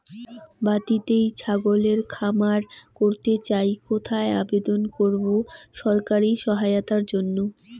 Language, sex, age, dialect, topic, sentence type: Bengali, female, 18-24, Rajbangshi, agriculture, question